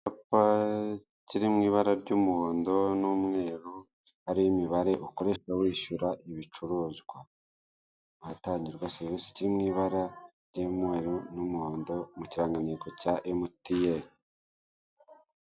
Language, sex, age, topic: Kinyarwanda, male, 25-35, finance